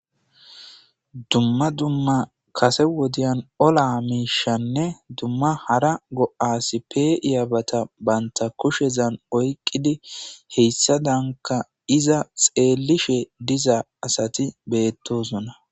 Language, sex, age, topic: Gamo, male, 18-24, government